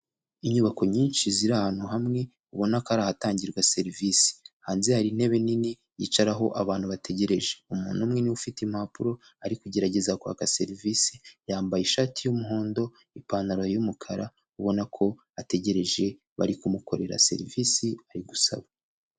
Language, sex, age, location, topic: Kinyarwanda, male, 25-35, Kigali, government